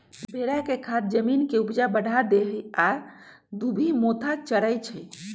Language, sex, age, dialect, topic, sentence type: Magahi, female, 41-45, Western, agriculture, statement